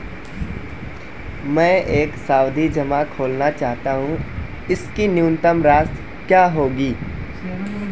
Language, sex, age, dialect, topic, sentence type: Hindi, male, 18-24, Marwari Dhudhari, banking, question